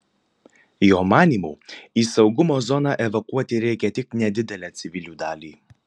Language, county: Lithuanian, Panevėžys